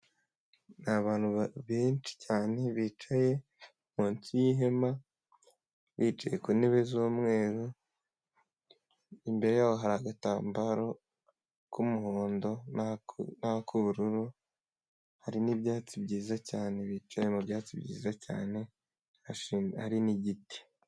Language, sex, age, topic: Kinyarwanda, male, 18-24, government